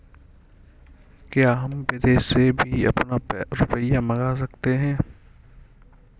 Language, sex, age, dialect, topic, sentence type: Hindi, male, 60-100, Kanauji Braj Bhasha, banking, question